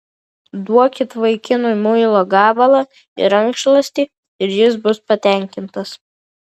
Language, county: Lithuanian, Vilnius